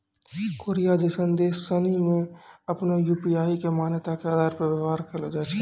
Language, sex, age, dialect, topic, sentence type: Maithili, male, 18-24, Angika, banking, statement